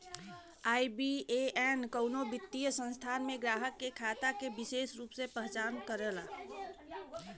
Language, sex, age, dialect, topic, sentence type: Bhojpuri, female, 31-35, Western, banking, statement